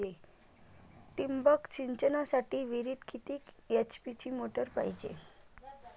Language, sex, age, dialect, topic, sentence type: Marathi, female, 25-30, Varhadi, agriculture, question